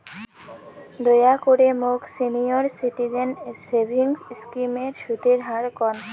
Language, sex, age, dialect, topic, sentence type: Bengali, female, 18-24, Rajbangshi, banking, statement